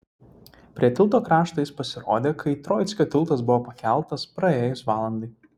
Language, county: Lithuanian, Vilnius